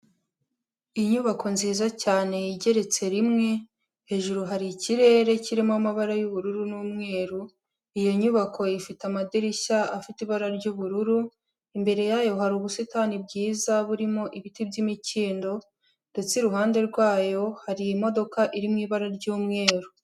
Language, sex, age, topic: Kinyarwanda, female, 18-24, health